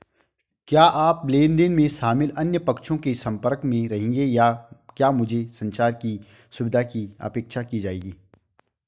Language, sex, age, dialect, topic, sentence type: Hindi, male, 25-30, Hindustani Malvi Khadi Boli, banking, question